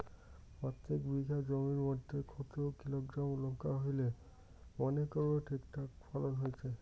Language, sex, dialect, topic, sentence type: Bengali, male, Rajbangshi, agriculture, question